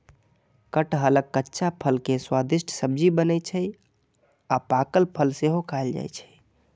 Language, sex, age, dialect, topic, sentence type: Maithili, male, 41-45, Eastern / Thethi, agriculture, statement